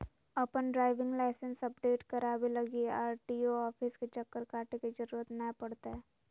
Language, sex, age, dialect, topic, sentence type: Magahi, female, 18-24, Southern, banking, statement